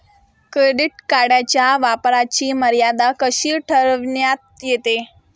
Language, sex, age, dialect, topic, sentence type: Marathi, female, 18-24, Standard Marathi, banking, question